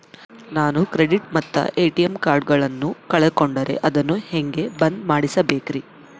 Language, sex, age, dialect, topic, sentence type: Kannada, female, 18-24, Central, banking, question